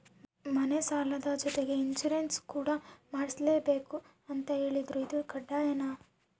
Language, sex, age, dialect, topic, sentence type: Kannada, female, 18-24, Central, banking, question